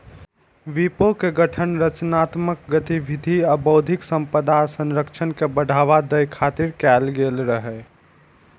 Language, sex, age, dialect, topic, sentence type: Maithili, male, 18-24, Eastern / Thethi, banking, statement